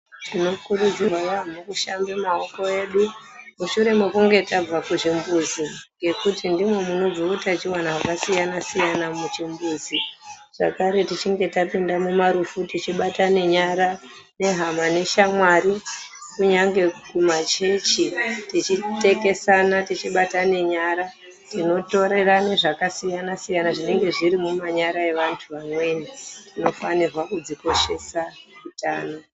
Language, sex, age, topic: Ndau, female, 36-49, health